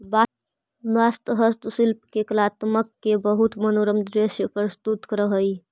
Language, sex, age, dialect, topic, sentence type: Magahi, female, 25-30, Central/Standard, banking, statement